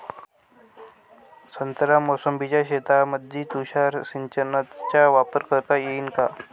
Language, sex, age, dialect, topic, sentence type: Marathi, male, 18-24, Varhadi, agriculture, question